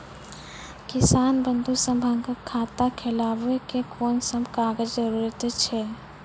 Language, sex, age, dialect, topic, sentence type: Maithili, female, 51-55, Angika, banking, question